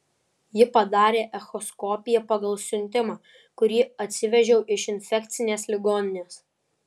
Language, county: Lithuanian, Vilnius